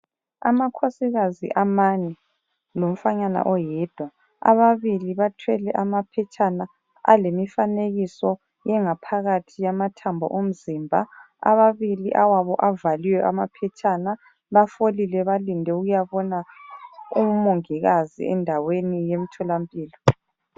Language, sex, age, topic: North Ndebele, female, 25-35, health